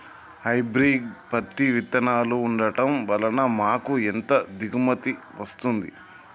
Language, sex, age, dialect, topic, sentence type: Telugu, male, 31-35, Telangana, agriculture, question